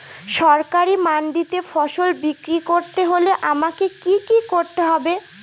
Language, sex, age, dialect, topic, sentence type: Bengali, female, 18-24, Northern/Varendri, agriculture, question